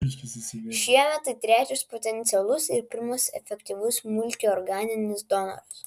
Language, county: Lithuanian, Vilnius